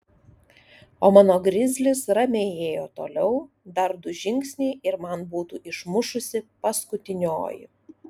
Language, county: Lithuanian, Alytus